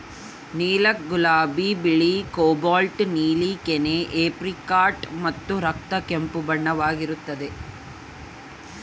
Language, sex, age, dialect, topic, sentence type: Kannada, male, 18-24, Central, agriculture, statement